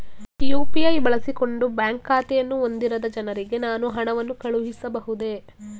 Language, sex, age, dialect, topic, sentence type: Kannada, female, 18-24, Mysore Kannada, banking, question